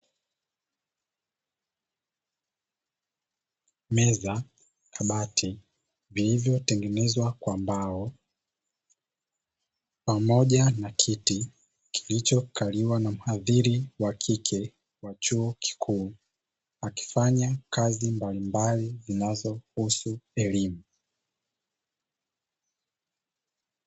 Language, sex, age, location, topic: Swahili, male, 18-24, Dar es Salaam, education